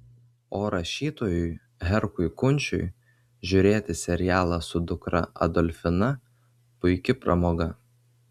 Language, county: Lithuanian, Vilnius